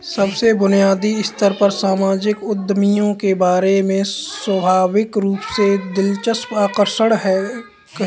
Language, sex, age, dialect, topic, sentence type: Hindi, male, 18-24, Kanauji Braj Bhasha, banking, statement